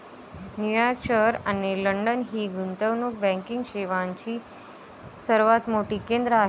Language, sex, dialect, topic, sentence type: Marathi, female, Varhadi, banking, statement